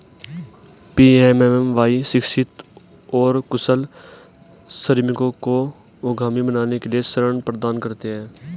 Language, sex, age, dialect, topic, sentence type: Hindi, male, 18-24, Hindustani Malvi Khadi Boli, banking, statement